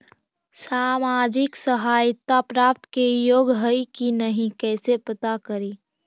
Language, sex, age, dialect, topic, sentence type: Magahi, female, 18-24, Central/Standard, banking, question